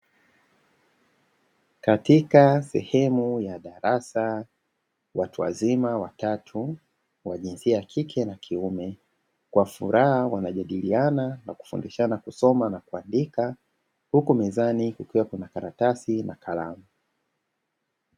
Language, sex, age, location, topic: Swahili, male, 25-35, Dar es Salaam, education